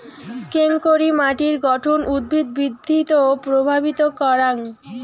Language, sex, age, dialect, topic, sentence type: Bengali, female, 18-24, Rajbangshi, agriculture, statement